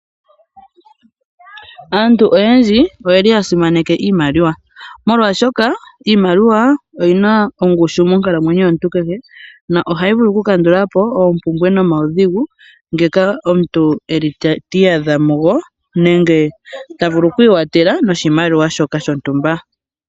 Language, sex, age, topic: Oshiwambo, female, 25-35, agriculture